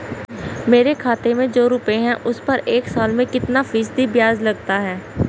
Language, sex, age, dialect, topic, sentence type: Hindi, female, 25-30, Hindustani Malvi Khadi Boli, banking, question